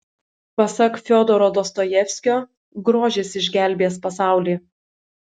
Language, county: Lithuanian, Šiauliai